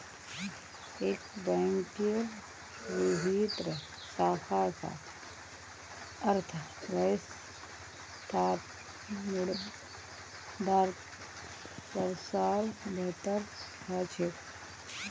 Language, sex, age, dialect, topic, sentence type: Magahi, female, 25-30, Northeastern/Surjapuri, banking, statement